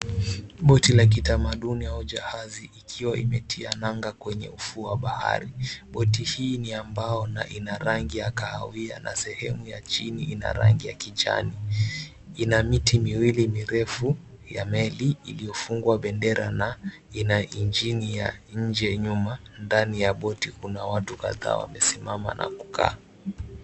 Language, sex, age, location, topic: Swahili, male, 18-24, Mombasa, government